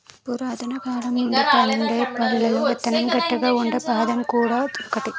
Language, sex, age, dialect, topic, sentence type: Telugu, female, 18-24, Utterandhra, agriculture, statement